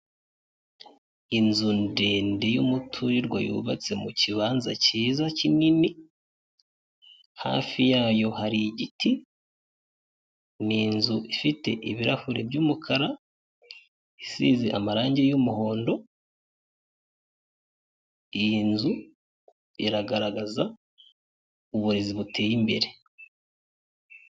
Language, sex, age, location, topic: Kinyarwanda, male, 25-35, Kigali, education